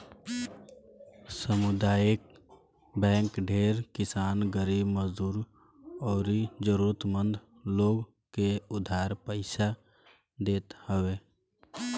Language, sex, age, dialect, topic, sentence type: Bhojpuri, male, 18-24, Northern, banking, statement